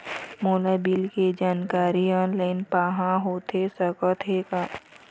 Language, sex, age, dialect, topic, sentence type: Chhattisgarhi, female, 25-30, Eastern, banking, question